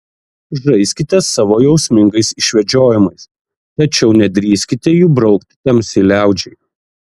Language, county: Lithuanian, Kaunas